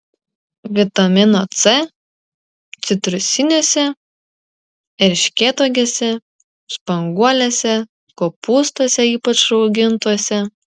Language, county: Lithuanian, Vilnius